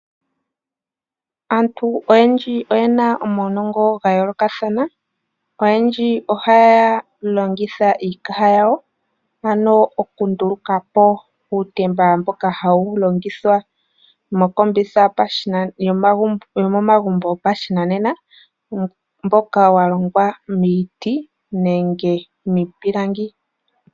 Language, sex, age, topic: Oshiwambo, male, 18-24, finance